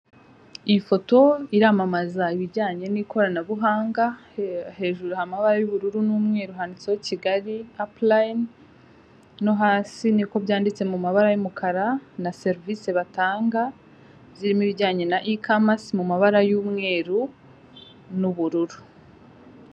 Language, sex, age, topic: Kinyarwanda, female, 25-35, finance